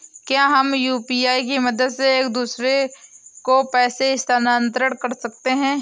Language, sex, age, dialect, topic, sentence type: Hindi, female, 18-24, Awadhi Bundeli, banking, question